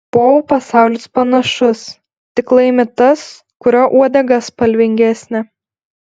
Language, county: Lithuanian, Alytus